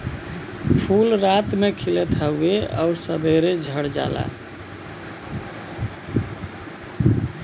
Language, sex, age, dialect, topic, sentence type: Bhojpuri, male, 41-45, Western, agriculture, statement